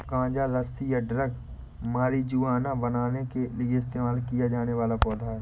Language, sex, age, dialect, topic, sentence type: Hindi, male, 18-24, Awadhi Bundeli, agriculture, statement